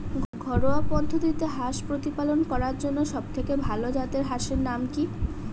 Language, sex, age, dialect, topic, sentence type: Bengali, female, 31-35, Standard Colloquial, agriculture, question